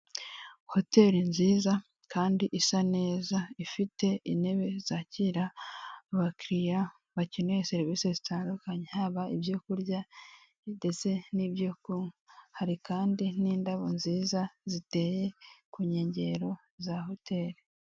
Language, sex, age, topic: Kinyarwanda, female, 18-24, finance